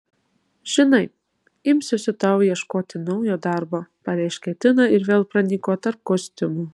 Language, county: Lithuanian, Kaunas